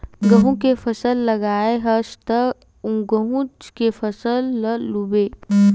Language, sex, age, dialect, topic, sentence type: Chhattisgarhi, female, 18-24, Western/Budati/Khatahi, agriculture, statement